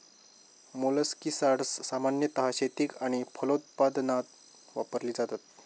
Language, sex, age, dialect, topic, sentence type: Marathi, male, 18-24, Southern Konkan, agriculture, statement